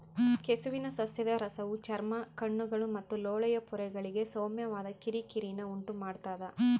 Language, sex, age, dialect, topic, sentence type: Kannada, female, 31-35, Central, agriculture, statement